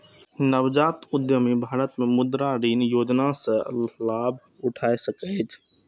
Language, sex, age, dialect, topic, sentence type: Maithili, male, 25-30, Eastern / Thethi, banking, statement